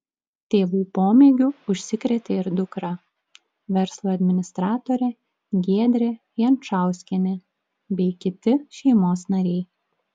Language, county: Lithuanian, Klaipėda